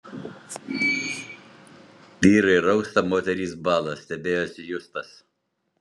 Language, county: Lithuanian, Utena